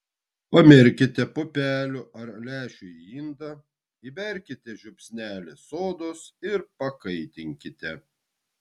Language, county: Lithuanian, Vilnius